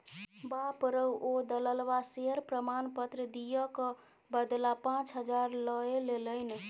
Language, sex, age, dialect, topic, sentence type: Maithili, female, 18-24, Bajjika, banking, statement